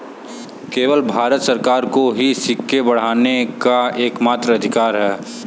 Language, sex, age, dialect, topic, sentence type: Hindi, male, 18-24, Kanauji Braj Bhasha, banking, statement